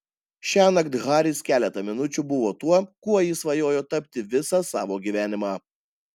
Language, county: Lithuanian, Panevėžys